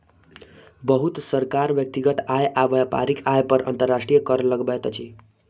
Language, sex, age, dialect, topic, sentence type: Maithili, male, 18-24, Southern/Standard, banking, statement